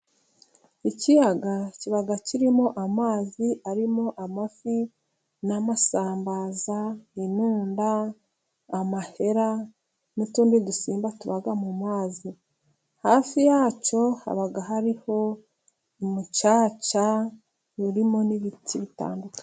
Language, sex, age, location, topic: Kinyarwanda, female, 36-49, Musanze, agriculture